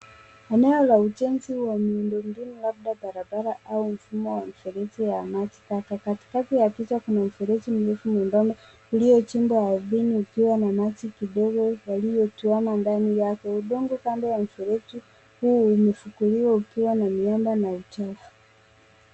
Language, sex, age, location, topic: Swahili, female, 18-24, Nairobi, government